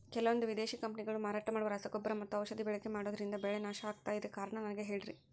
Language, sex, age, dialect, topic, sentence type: Kannada, female, 56-60, Central, agriculture, question